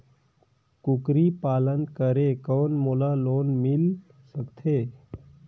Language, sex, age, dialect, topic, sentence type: Chhattisgarhi, male, 18-24, Northern/Bhandar, banking, question